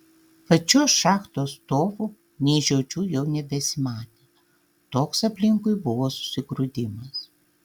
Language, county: Lithuanian, Tauragė